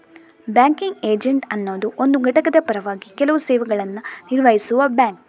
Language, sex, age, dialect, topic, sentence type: Kannada, female, 18-24, Coastal/Dakshin, banking, statement